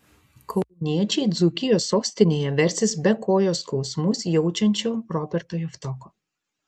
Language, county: Lithuanian, Vilnius